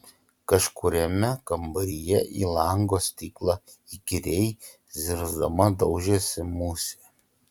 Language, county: Lithuanian, Utena